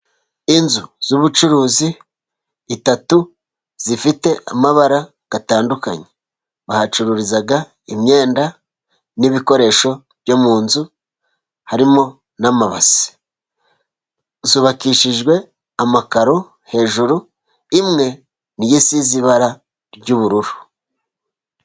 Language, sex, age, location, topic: Kinyarwanda, male, 36-49, Musanze, finance